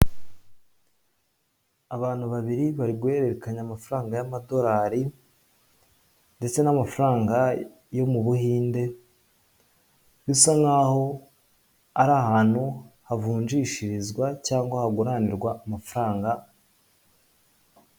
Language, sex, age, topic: Kinyarwanda, male, 18-24, finance